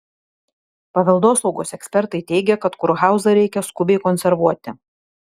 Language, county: Lithuanian, Vilnius